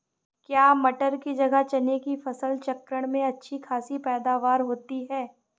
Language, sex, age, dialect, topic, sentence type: Hindi, female, 25-30, Awadhi Bundeli, agriculture, question